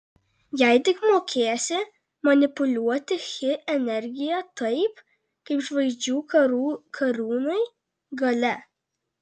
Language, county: Lithuanian, Alytus